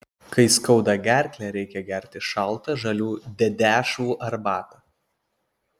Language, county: Lithuanian, Klaipėda